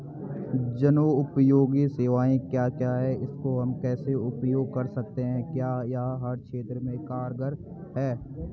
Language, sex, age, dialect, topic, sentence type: Hindi, male, 18-24, Garhwali, banking, question